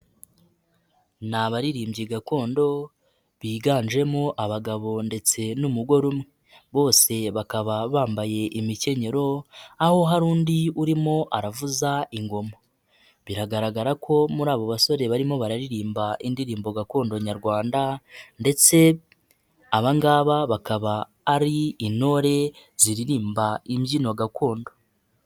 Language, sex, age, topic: Kinyarwanda, male, 25-35, government